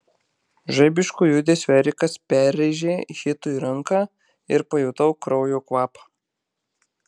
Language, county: Lithuanian, Marijampolė